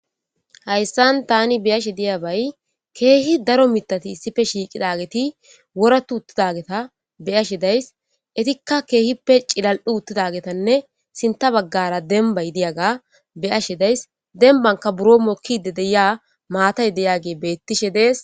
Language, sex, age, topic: Gamo, female, 18-24, government